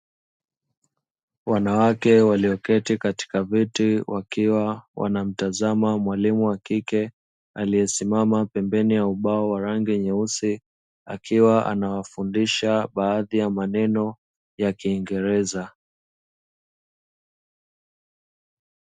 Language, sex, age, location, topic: Swahili, male, 25-35, Dar es Salaam, education